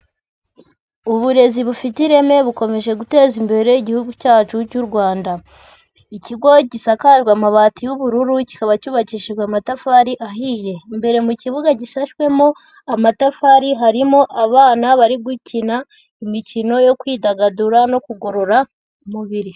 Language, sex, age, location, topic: Kinyarwanda, female, 18-24, Huye, education